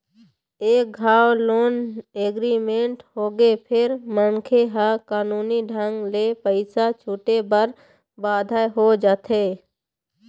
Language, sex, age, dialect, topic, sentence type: Chhattisgarhi, female, 60-100, Eastern, banking, statement